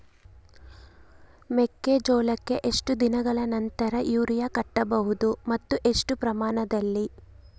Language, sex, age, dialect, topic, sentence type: Kannada, female, 25-30, Central, agriculture, question